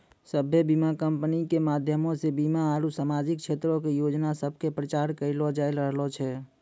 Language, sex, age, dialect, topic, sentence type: Maithili, male, 18-24, Angika, banking, statement